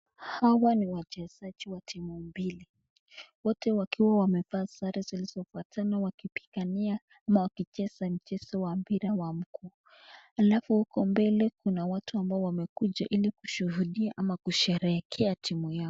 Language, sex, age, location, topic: Swahili, male, 25-35, Nakuru, government